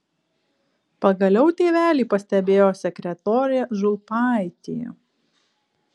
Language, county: Lithuanian, Kaunas